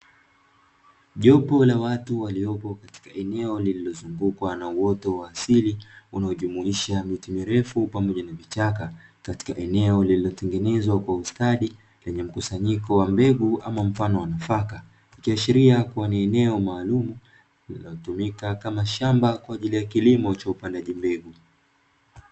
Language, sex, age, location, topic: Swahili, male, 25-35, Dar es Salaam, agriculture